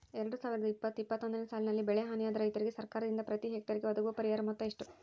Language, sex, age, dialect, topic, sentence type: Kannada, female, 41-45, Central, agriculture, question